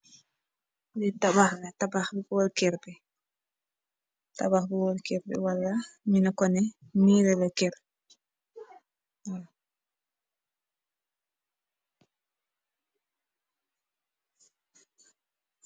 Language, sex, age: Wolof, female, 18-24